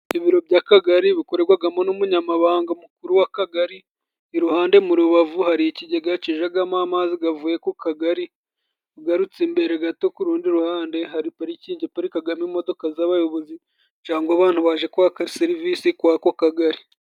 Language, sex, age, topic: Kinyarwanda, male, 18-24, government